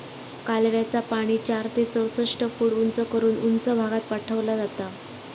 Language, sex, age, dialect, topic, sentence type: Marathi, female, 25-30, Southern Konkan, agriculture, statement